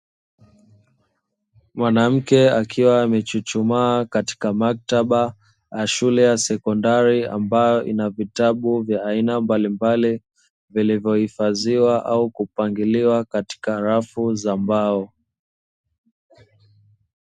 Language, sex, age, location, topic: Swahili, male, 25-35, Dar es Salaam, education